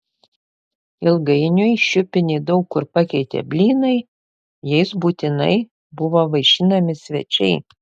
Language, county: Lithuanian, Panevėžys